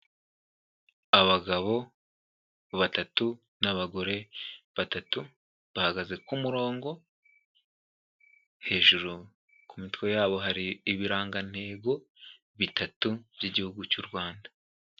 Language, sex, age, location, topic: Kinyarwanda, male, 18-24, Kigali, health